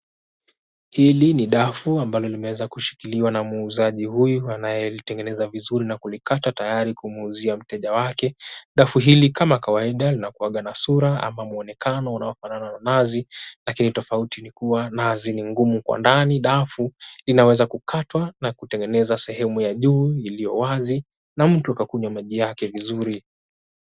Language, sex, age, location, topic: Swahili, male, 18-24, Mombasa, agriculture